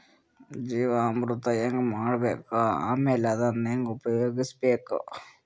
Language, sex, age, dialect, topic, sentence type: Kannada, male, 25-30, Northeastern, agriculture, question